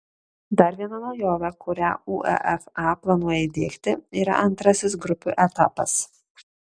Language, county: Lithuanian, Šiauliai